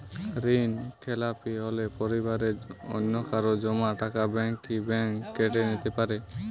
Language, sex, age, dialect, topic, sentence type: Bengali, male, 18-24, Western, banking, question